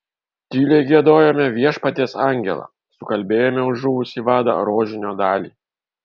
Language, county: Lithuanian, Kaunas